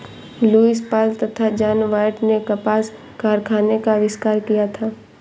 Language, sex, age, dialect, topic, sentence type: Hindi, female, 18-24, Awadhi Bundeli, agriculture, statement